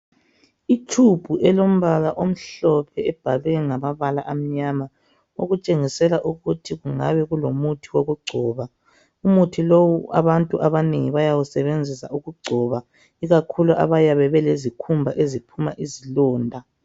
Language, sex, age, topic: North Ndebele, male, 36-49, health